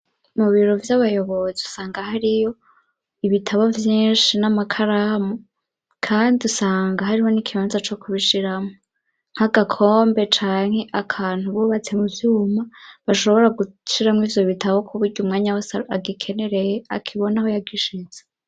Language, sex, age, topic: Rundi, male, 18-24, education